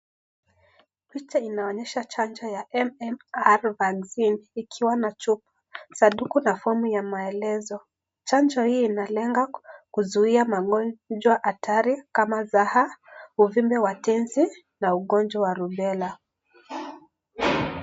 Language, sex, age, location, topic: Swahili, male, 25-35, Kisii, health